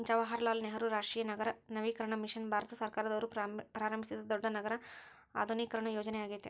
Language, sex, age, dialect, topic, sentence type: Kannada, female, 25-30, Central, banking, statement